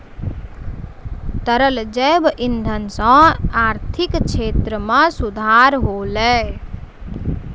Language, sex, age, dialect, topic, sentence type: Maithili, female, 25-30, Angika, agriculture, statement